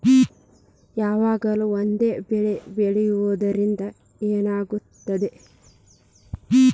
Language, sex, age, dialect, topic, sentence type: Kannada, female, 25-30, Dharwad Kannada, agriculture, question